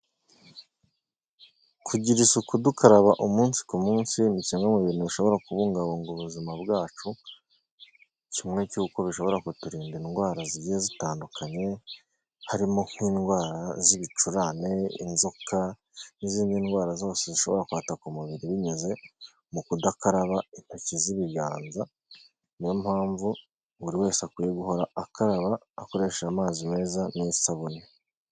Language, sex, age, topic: Kinyarwanda, male, 25-35, health